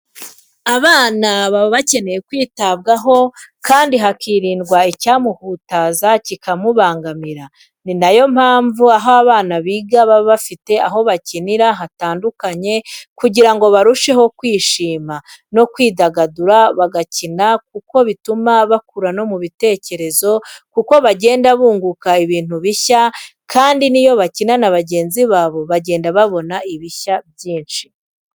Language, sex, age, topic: Kinyarwanda, female, 25-35, education